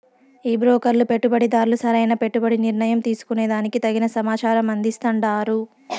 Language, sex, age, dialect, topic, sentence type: Telugu, female, 46-50, Southern, banking, statement